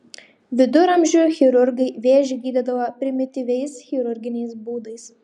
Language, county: Lithuanian, Šiauliai